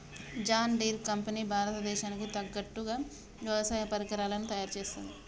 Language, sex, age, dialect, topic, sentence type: Telugu, female, 31-35, Telangana, agriculture, statement